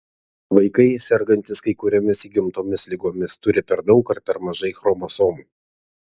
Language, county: Lithuanian, Vilnius